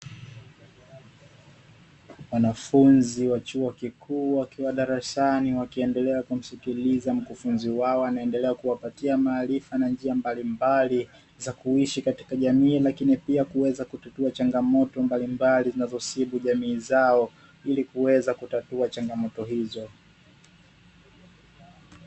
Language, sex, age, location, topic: Swahili, male, 25-35, Dar es Salaam, education